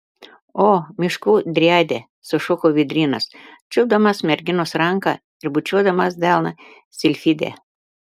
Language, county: Lithuanian, Telšiai